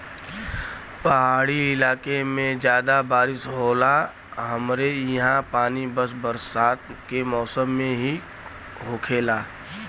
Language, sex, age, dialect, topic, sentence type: Bhojpuri, male, 36-40, Western, agriculture, statement